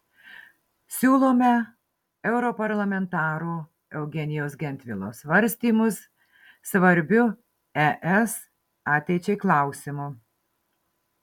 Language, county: Lithuanian, Marijampolė